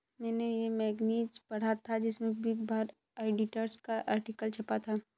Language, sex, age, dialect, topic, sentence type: Hindi, female, 56-60, Kanauji Braj Bhasha, banking, statement